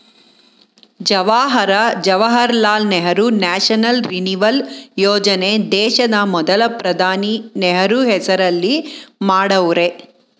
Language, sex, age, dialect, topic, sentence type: Kannada, female, 41-45, Mysore Kannada, banking, statement